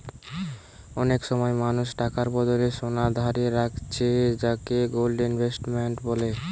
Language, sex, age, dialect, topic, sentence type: Bengali, male, <18, Western, banking, statement